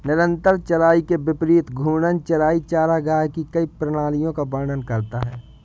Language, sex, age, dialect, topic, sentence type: Hindi, male, 18-24, Awadhi Bundeli, agriculture, statement